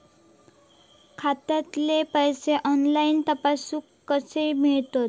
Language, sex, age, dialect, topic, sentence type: Marathi, female, 18-24, Southern Konkan, banking, question